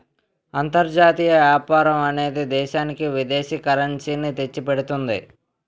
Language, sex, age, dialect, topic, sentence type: Telugu, male, 18-24, Utterandhra, banking, statement